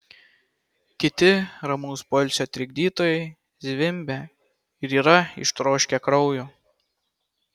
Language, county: Lithuanian, Kaunas